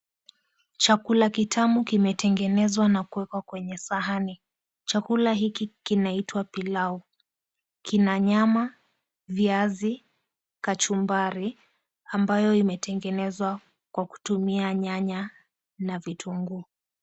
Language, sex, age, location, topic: Swahili, female, 18-24, Mombasa, agriculture